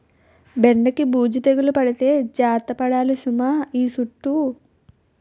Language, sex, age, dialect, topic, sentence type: Telugu, female, 18-24, Utterandhra, agriculture, statement